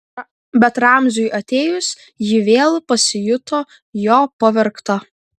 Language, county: Lithuanian, Kaunas